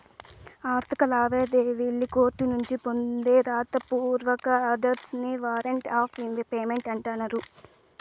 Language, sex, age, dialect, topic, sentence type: Telugu, female, 18-24, Southern, banking, statement